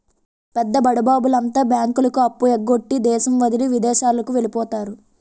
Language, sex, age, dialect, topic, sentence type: Telugu, female, 18-24, Utterandhra, banking, statement